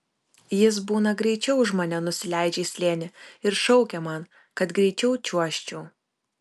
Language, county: Lithuanian, Kaunas